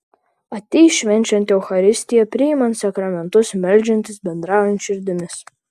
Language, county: Lithuanian, Vilnius